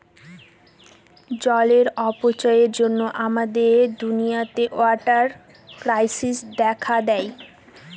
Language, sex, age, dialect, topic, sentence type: Bengali, female, 18-24, Northern/Varendri, agriculture, statement